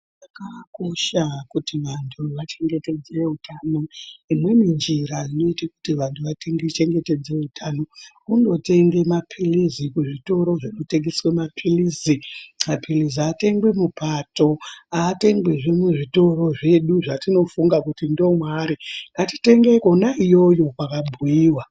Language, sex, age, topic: Ndau, male, 18-24, health